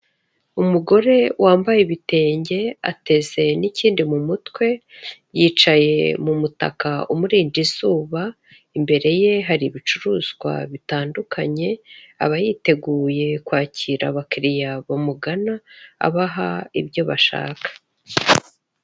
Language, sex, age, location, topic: Kinyarwanda, female, 25-35, Kigali, finance